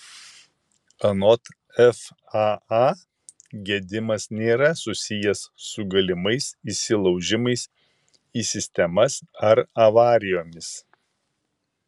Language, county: Lithuanian, Kaunas